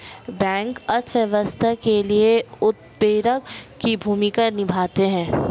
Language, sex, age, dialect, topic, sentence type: Hindi, female, 18-24, Marwari Dhudhari, banking, statement